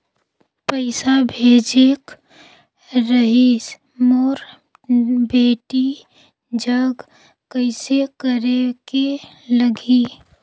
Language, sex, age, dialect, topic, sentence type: Chhattisgarhi, female, 18-24, Northern/Bhandar, banking, question